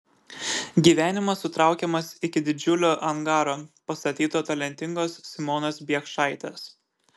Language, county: Lithuanian, Šiauliai